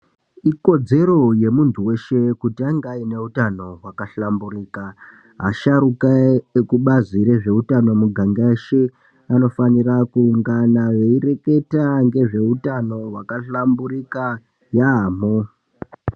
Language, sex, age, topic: Ndau, male, 18-24, health